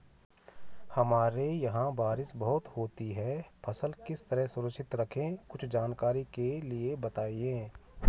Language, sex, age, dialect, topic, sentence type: Hindi, male, 41-45, Garhwali, agriculture, question